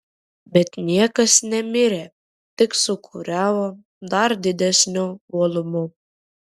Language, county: Lithuanian, Vilnius